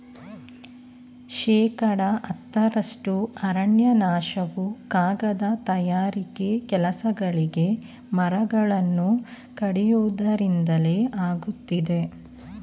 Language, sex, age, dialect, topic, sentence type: Kannada, female, 25-30, Mysore Kannada, agriculture, statement